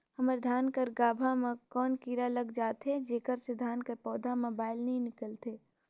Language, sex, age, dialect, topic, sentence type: Chhattisgarhi, female, 18-24, Northern/Bhandar, agriculture, question